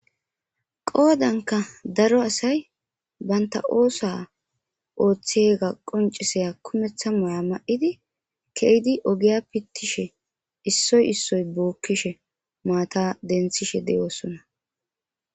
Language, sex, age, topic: Gamo, female, 25-35, government